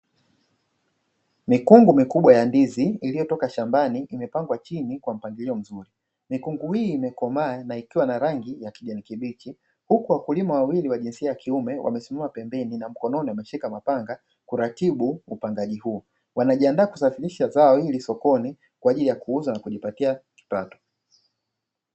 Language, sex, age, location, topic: Swahili, male, 25-35, Dar es Salaam, agriculture